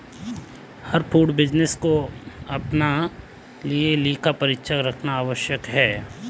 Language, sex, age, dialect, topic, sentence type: Hindi, male, 25-30, Kanauji Braj Bhasha, banking, statement